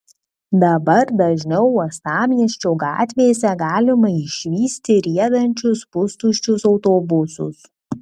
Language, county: Lithuanian, Kaunas